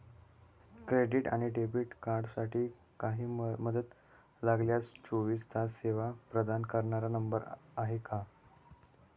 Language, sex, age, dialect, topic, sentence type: Marathi, male, 18-24, Standard Marathi, banking, question